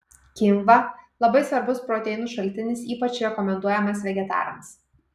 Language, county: Lithuanian, Kaunas